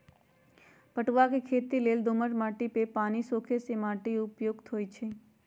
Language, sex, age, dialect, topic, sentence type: Magahi, female, 31-35, Western, agriculture, statement